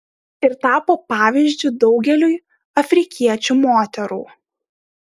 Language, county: Lithuanian, Šiauliai